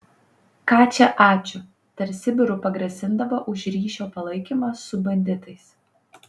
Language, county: Lithuanian, Panevėžys